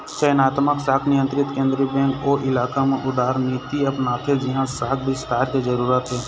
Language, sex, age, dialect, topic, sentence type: Chhattisgarhi, male, 25-30, Eastern, banking, statement